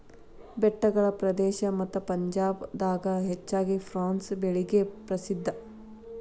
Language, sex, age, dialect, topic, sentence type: Kannada, female, 36-40, Dharwad Kannada, agriculture, statement